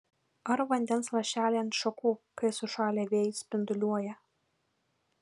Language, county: Lithuanian, Kaunas